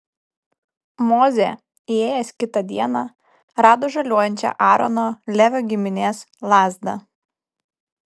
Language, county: Lithuanian, Kaunas